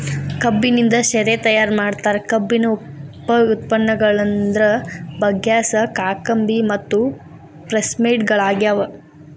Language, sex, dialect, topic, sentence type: Kannada, female, Dharwad Kannada, agriculture, statement